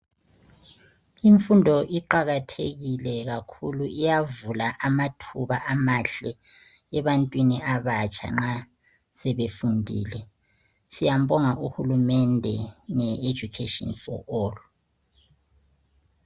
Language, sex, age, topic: North Ndebele, female, 36-49, education